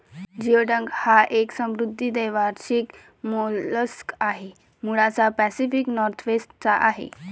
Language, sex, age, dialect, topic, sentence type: Marathi, female, 18-24, Varhadi, agriculture, statement